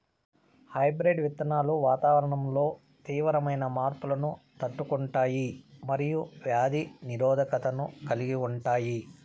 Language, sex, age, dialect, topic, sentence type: Telugu, male, 41-45, Southern, agriculture, statement